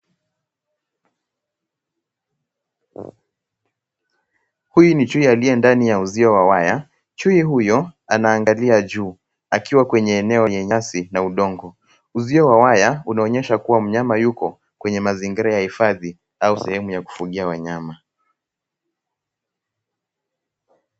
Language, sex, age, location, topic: Swahili, male, 18-24, Nairobi, government